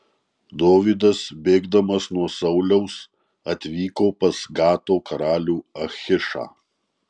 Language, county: Lithuanian, Marijampolė